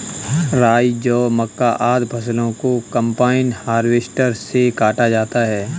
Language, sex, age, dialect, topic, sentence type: Hindi, male, 31-35, Kanauji Braj Bhasha, agriculture, statement